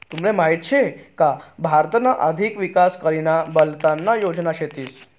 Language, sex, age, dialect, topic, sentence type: Marathi, male, 31-35, Northern Konkan, banking, statement